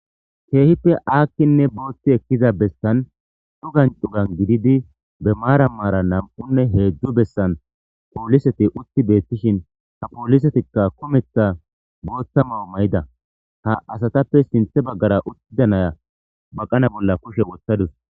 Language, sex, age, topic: Gamo, male, 25-35, government